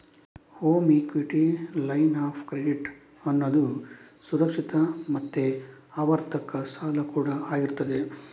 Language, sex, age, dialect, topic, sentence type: Kannada, male, 31-35, Coastal/Dakshin, banking, statement